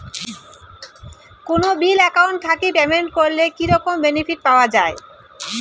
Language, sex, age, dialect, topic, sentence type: Bengali, male, 18-24, Rajbangshi, banking, question